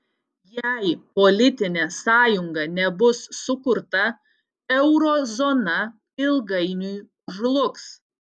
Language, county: Lithuanian, Utena